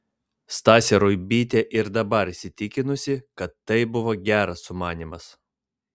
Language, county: Lithuanian, Vilnius